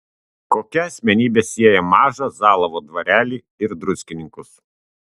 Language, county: Lithuanian, Tauragė